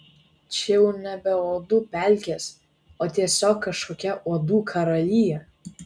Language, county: Lithuanian, Vilnius